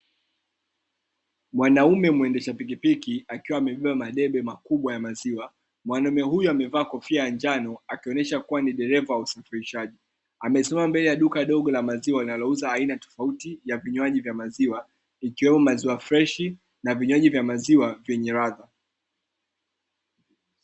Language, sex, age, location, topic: Swahili, male, 25-35, Dar es Salaam, finance